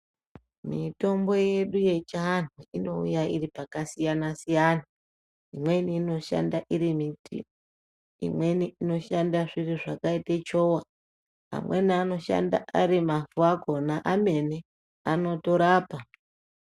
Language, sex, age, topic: Ndau, male, 36-49, health